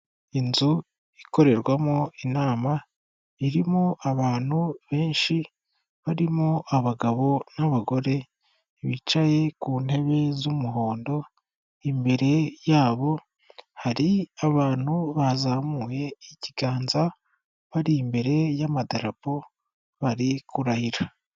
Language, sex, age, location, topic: Kinyarwanda, female, 18-24, Kigali, government